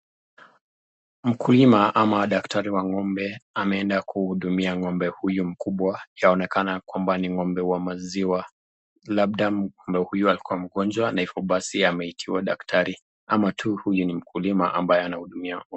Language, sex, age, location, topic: Swahili, male, 25-35, Nakuru, agriculture